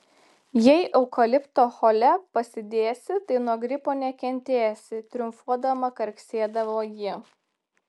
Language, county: Lithuanian, Telšiai